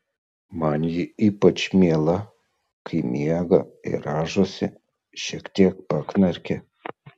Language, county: Lithuanian, Vilnius